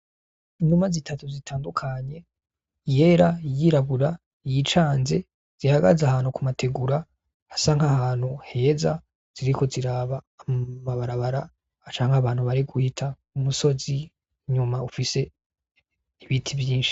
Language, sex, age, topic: Rundi, male, 25-35, agriculture